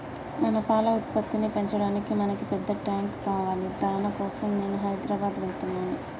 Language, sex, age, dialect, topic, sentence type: Telugu, female, 25-30, Telangana, agriculture, statement